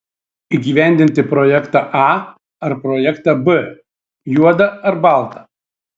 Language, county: Lithuanian, Šiauliai